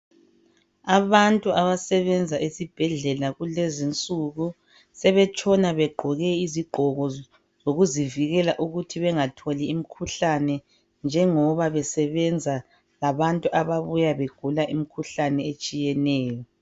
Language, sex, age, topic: North Ndebele, female, 36-49, health